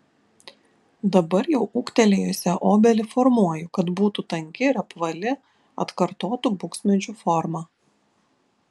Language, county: Lithuanian, Kaunas